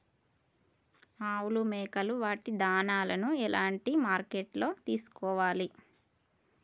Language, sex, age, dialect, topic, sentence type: Telugu, female, 41-45, Telangana, agriculture, question